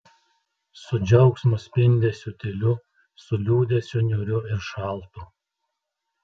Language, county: Lithuanian, Telšiai